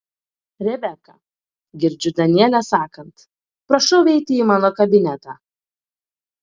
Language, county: Lithuanian, Klaipėda